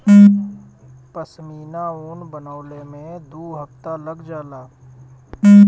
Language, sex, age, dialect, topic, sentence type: Bhojpuri, male, 31-35, Northern, agriculture, statement